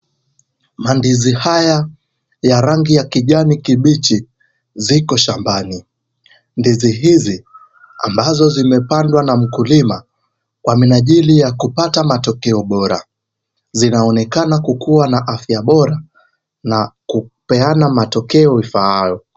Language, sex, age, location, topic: Swahili, male, 18-24, Kisumu, agriculture